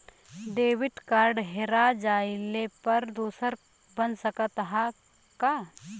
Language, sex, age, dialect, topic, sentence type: Bhojpuri, female, 25-30, Western, banking, question